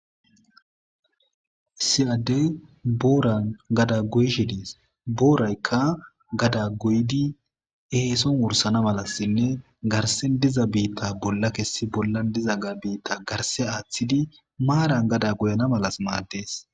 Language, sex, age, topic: Gamo, male, 25-35, agriculture